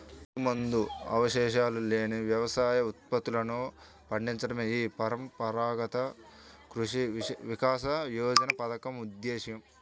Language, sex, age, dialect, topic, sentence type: Telugu, male, 18-24, Central/Coastal, agriculture, statement